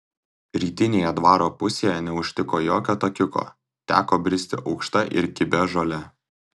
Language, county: Lithuanian, Tauragė